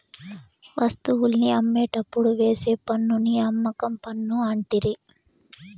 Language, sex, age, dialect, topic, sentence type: Telugu, female, 18-24, Southern, banking, statement